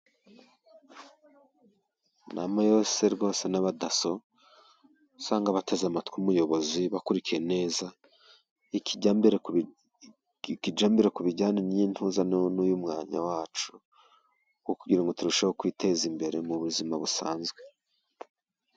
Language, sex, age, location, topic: Kinyarwanda, male, 36-49, Musanze, government